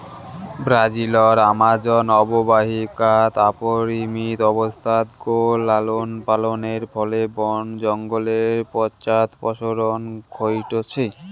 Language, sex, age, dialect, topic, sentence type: Bengali, male, 18-24, Rajbangshi, agriculture, statement